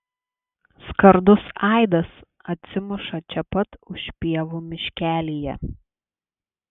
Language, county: Lithuanian, Klaipėda